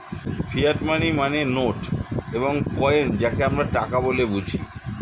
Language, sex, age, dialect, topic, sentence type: Bengali, male, 51-55, Standard Colloquial, banking, statement